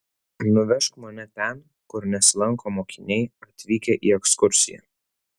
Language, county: Lithuanian, Vilnius